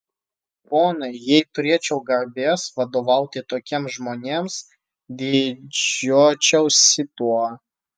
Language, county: Lithuanian, Vilnius